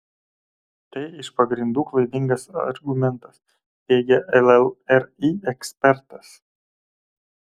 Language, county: Lithuanian, Kaunas